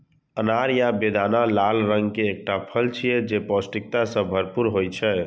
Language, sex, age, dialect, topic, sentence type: Maithili, male, 60-100, Eastern / Thethi, agriculture, statement